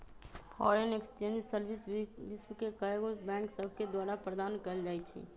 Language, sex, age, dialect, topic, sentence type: Magahi, female, 31-35, Western, banking, statement